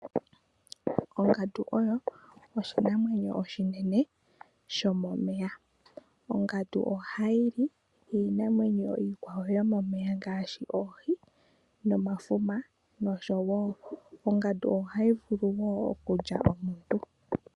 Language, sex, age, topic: Oshiwambo, female, 18-24, agriculture